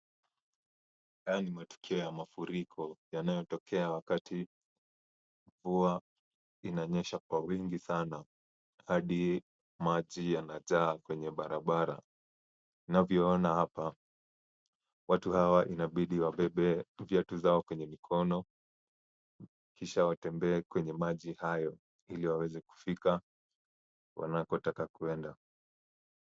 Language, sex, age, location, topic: Swahili, male, 18-24, Kisumu, health